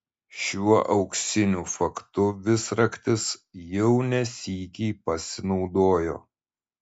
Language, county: Lithuanian, Šiauliai